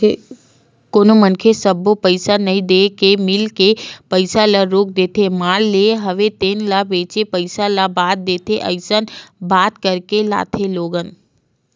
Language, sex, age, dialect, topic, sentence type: Chhattisgarhi, female, 25-30, Western/Budati/Khatahi, banking, statement